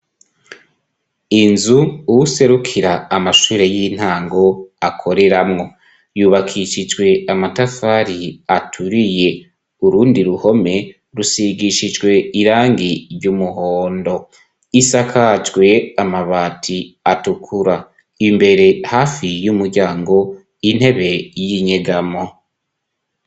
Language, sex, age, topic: Rundi, male, 25-35, education